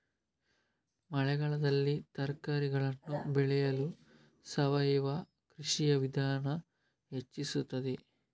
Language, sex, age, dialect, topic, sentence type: Kannada, male, 25-30, Coastal/Dakshin, agriculture, question